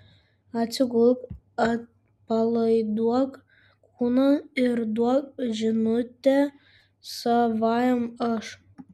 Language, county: Lithuanian, Kaunas